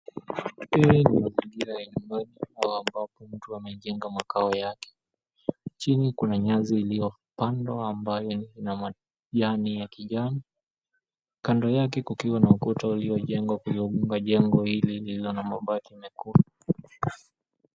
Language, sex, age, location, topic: Swahili, male, 18-24, Mombasa, education